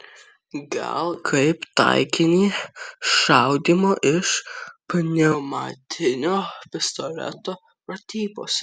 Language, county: Lithuanian, Kaunas